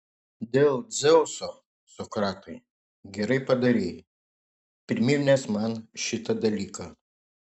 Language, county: Lithuanian, Šiauliai